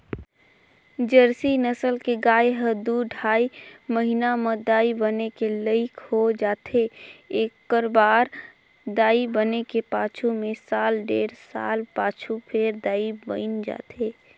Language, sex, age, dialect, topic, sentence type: Chhattisgarhi, female, 18-24, Northern/Bhandar, agriculture, statement